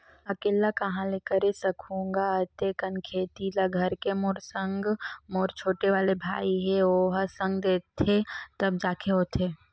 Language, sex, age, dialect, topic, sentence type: Chhattisgarhi, female, 18-24, Western/Budati/Khatahi, agriculture, statement